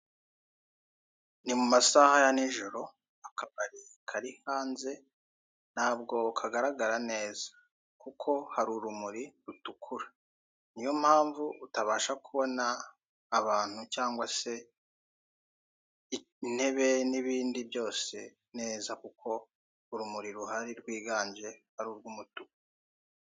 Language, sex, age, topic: Kinyarwanda, male, 36-49, finance